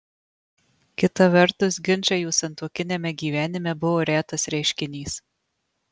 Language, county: Lithuanian, Marijampolė